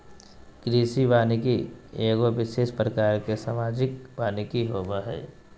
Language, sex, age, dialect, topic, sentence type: Magahi, male, 18-24, Southern, agriculture, statement